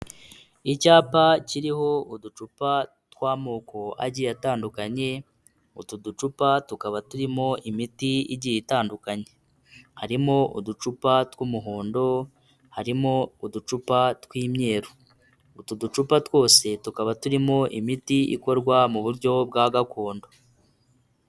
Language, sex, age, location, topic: Kinyarwanda, male, 25-35, Kigali, health